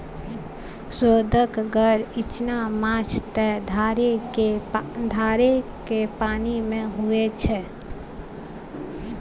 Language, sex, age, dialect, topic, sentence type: Maithili, female, 18-24, Bajjika, agriculture, statement